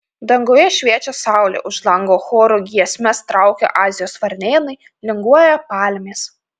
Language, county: Lithuanian, Panevėžys